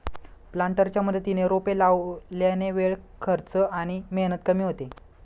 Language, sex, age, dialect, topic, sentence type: Marathi, male, 25-30, Standard Marathi, agriculture, statement